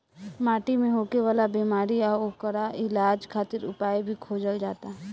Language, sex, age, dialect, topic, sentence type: Bhojpuri, female, 18-24, Southern / Standard, agriculture, statement